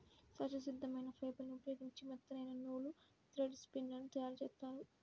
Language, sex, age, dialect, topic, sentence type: Telugu, female, 18-24, Central/Coastal, agriculture, statement